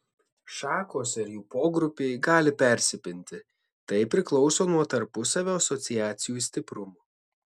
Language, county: Lithuanian, Šiauliai